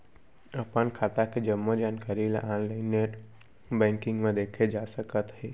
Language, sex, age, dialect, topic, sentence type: Chhattisgarhi, male, 25-30, Central, banking, statement